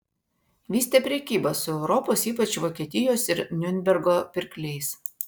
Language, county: Lithuanian, Vilnius